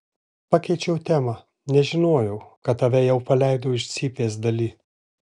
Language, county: Lithuanian, Alytus